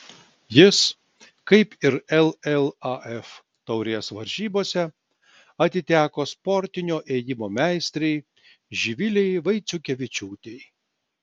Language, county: Lithuanian, Klaipėda